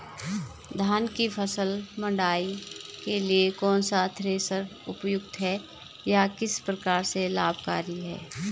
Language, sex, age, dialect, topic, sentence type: Hindi, female, 36-40, Garhwali, agriculture, question